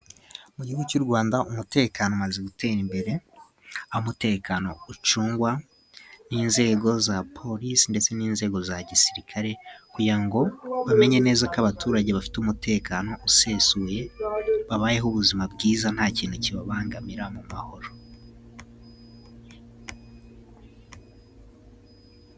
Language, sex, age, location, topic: Kinyarwanda, male, 18-24, Musanze, government